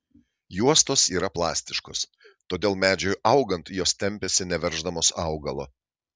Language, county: Lithuanian, Šiauliai